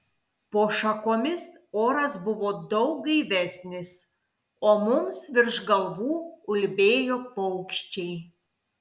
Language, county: Lithuanian, Kaunas